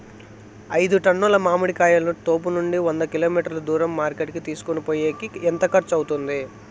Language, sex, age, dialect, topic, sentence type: Telugu, male, 25-30, Southern, agriculture, question